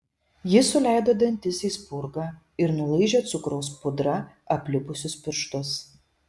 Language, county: Lithuanian, Šiauliai